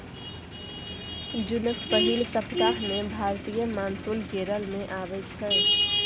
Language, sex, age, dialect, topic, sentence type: Maithili, female, 18-24, Bajjika, agriculture, statement